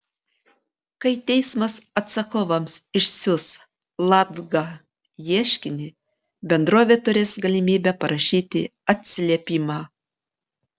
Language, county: Lithuanian, Panevėžys